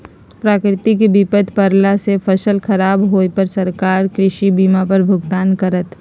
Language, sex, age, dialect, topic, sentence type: Magahi, female, 51-55, Western, agriculture, statement